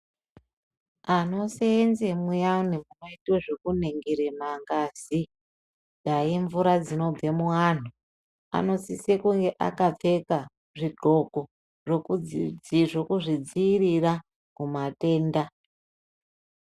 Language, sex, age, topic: Ndau, female, 25-35, health